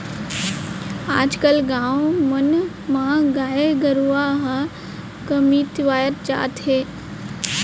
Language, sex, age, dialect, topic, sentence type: Chhattisgarhi, female, 18-24, Central, agriculture, statement